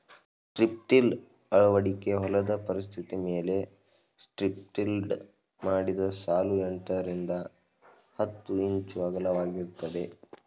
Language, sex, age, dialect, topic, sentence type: Kannada, male, 18-24, Mysore Kannada, agriculture, statement